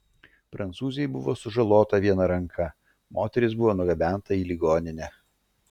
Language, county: Lithuanian, Vilnius